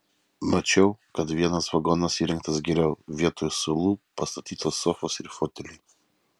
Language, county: Lithuanian, Vilnius